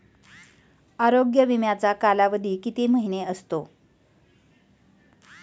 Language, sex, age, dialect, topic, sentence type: Marathi, female, 41-45, Standard Marathi, banking, question